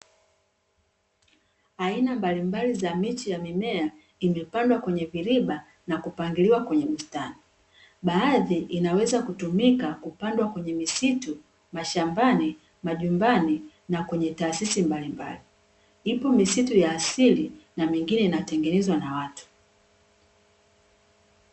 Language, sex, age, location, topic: Swahili, female, 36-49, Dar es Salaam, agriculture